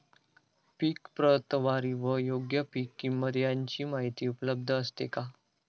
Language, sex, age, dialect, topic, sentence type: Marathi, male, 18-24, Northern Konkan, agriculture, question